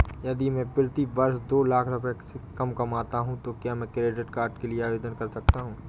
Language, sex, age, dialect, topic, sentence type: Hindi, male, 18-24, Awadhi Bundeli, banking, question